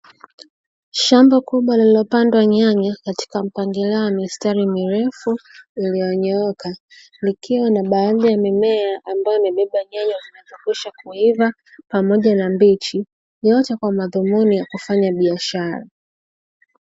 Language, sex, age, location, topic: Swahili, female, 18-24, Dar es Salaam, agriculture